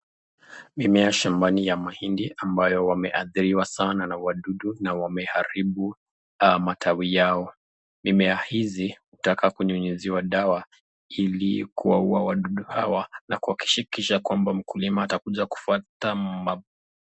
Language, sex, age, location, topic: Swahili, male, 25-35, Nakuru, agriculture